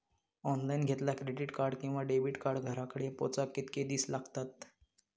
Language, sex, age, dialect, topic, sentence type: Marathi, male, 31-35, Southern Konkan, banking, question